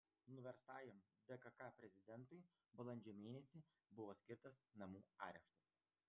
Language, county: Lithuanian, Vilnius